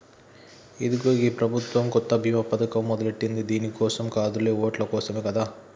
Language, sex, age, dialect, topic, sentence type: Telugu, male, 18-24, Telangana, agriculture, statement